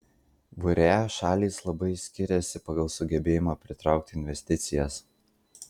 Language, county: Lithuanian, Marijampolė